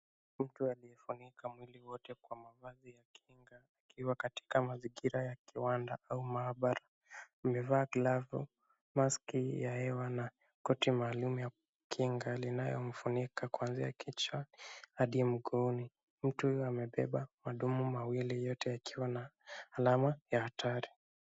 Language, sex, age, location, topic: Swahili, male, 25-35, Kisumu, health